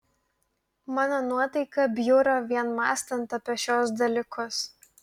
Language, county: Lithuanian, Klaipėda